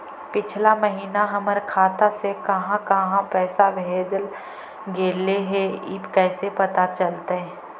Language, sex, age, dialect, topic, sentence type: Magahi, female, 25-30, Central/Standard, banking, question